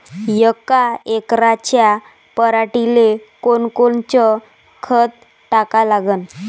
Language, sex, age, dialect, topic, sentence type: Marathi, female, 18-24, Varhadi, agriculture, question